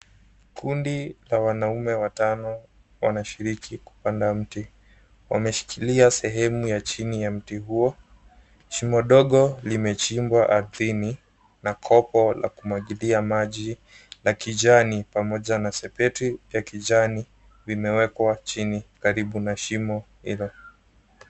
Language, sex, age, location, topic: Swahili, male, 18-24, Nairobi, government